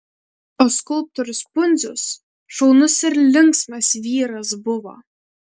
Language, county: Lithuanian, Kaunas